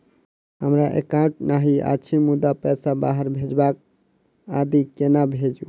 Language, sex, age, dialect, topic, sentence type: Maithili, male, 18-24, Southern/Standard, banking, question